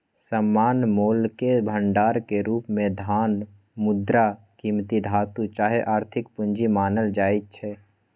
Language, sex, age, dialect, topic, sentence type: Magahi, male, 41-45, Western, banking, statement